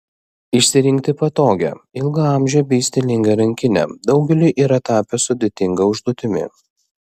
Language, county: Lithuanian, Vilnius